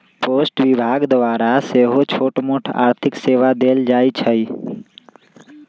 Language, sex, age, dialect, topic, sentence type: Magahi, male, 18-24, Western, banking, statement